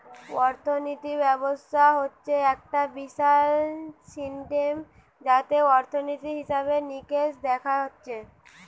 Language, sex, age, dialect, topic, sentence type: Bengali, female, 18-24, Western, banking, statement